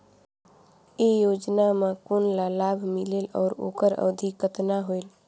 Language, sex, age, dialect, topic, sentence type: Chhattisgarhi, female, 18-24, Northern/Bhandar, banking, question